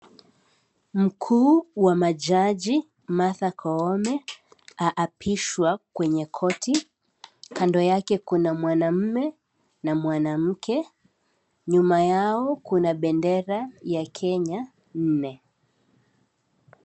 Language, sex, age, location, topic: Swahili, female, 18-24, Kisii, government